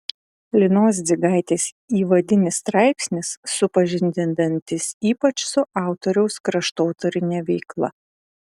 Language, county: Lithuanian, Utena